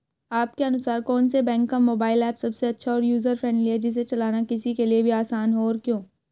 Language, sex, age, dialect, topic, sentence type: Hindi, female, 18-24, Hindustani Malvi Khadi Boli, banking, question